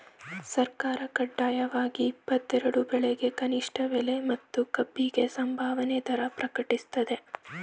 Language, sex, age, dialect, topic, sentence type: Kannada, male, 18-24, Mysore Kannada, agriculture, statement